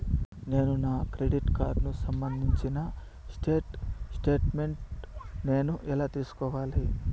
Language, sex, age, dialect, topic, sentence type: Telugu, male, 25-30, Southern, banking, question